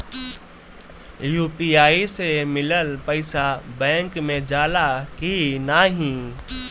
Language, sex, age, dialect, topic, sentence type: Bhojpuri, male, 18-24, Northern, banking, question